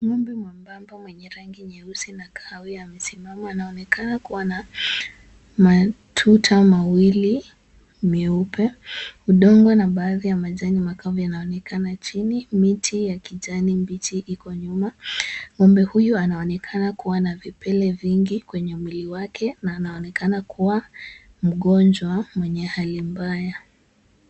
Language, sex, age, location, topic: Swahili, male, 25-35, Kisumu, agriculture